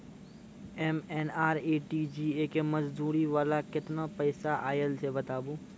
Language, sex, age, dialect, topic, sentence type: Maithili, male, 51-55, Angika, banking, question